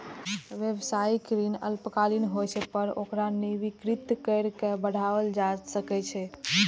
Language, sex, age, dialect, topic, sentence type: Maithili, female, 18-24, Eastern / Thethi, banking, statement